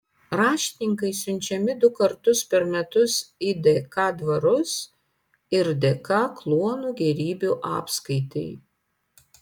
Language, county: Lithuanian, Panevėžys